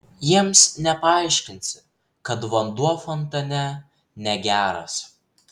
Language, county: Lithuanian, Vilnius